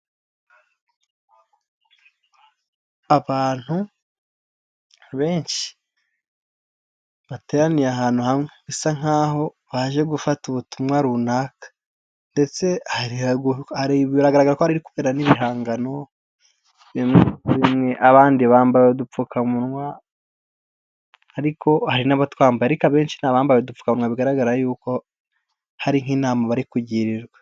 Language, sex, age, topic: Kinyarwanda, male, 18-24, health